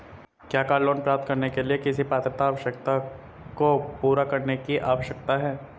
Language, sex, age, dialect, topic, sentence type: Hindi, female, 25-30, Marwari Dhudhari, banking, question